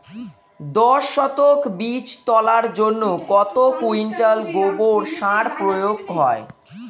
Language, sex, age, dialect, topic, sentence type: Bengali, female, 36-40, Standard Colloquial, agriculture, question